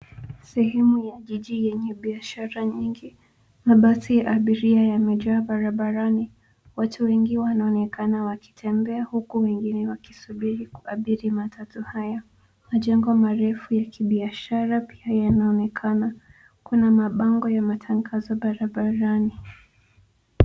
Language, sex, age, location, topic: Swahili, female, 18-24, Nairobi, government